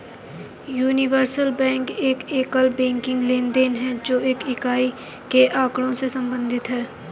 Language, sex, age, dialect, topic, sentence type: Hindi, female, 18-24, Kanauji Braj Bhasha, banking, statement